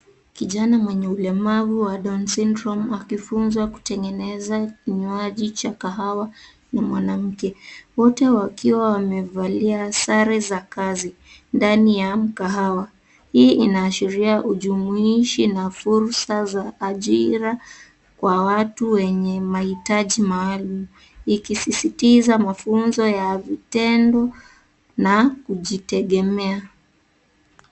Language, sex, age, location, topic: Swahili, female, 36-49, Nairobi, education